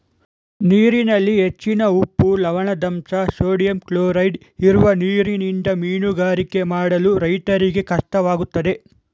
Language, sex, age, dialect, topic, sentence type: Kannada, male, 18-24, Mysore Kannada, agriculture, statement